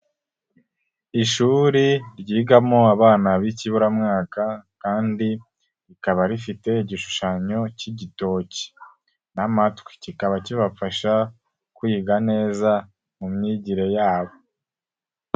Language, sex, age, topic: Kinyarwanda, female, 36-49, education